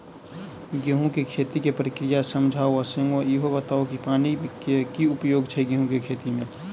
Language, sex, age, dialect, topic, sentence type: Maithili, male, 18-24, Southern/Standard, agriculture, question